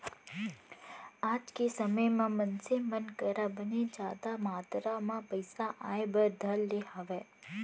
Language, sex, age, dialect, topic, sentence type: Chhattisgarhi, female, 18-24, Central, banking, statement